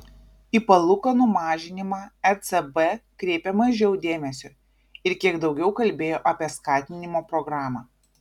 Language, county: Lithuanian, Vilnius